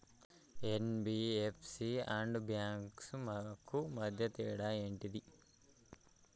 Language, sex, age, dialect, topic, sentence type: Telugu, male, 18-24, Telangana, banking, question